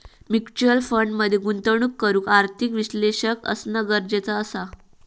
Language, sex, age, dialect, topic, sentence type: Marathi, female, 18-24, Southern Konkan, banking, statement